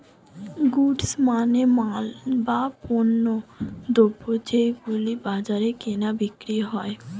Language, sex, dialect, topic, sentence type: Bengali, female, Standard Colloquial, banking, statement